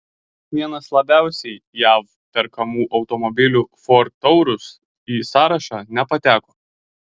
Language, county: Lithuanian, Kaunas